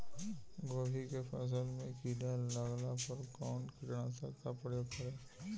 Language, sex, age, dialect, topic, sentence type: Bhojpuri, male, 18-24, Northern, agriculture, question